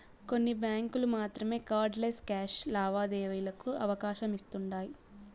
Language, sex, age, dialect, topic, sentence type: Telugu, female, 18-24, Southern, banking, statement